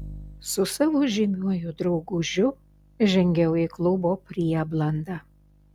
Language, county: Lithuanian, Šiauliai